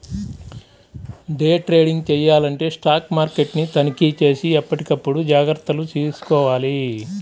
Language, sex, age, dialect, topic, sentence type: Telugu, female, 31-35, Central/Coastal, banking, statement